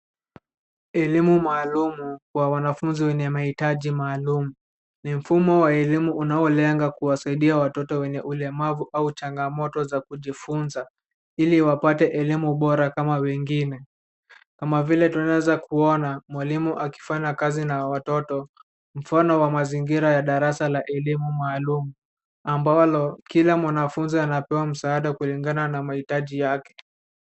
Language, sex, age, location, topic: Swahili, male, 18-24, Nairobi, education